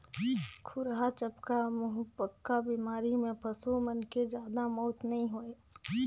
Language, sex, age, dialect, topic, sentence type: Chhattisgarhi, female, 41-45, Northern/Bhandar, agriculture, statement